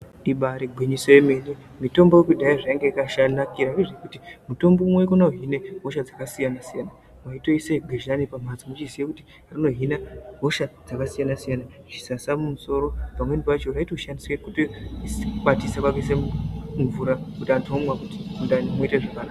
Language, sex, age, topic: Ndau, female, 18-24, health